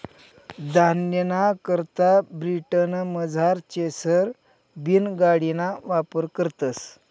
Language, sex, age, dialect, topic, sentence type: Marathi, male, 51-55, Northern Konkan, agriculture, statement